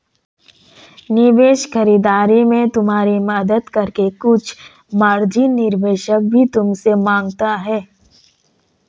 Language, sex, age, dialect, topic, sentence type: Hindi, female, 18-24, Marwari Dhudhari, banking, statement